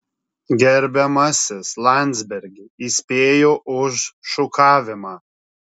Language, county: Lithuanian, Kaunas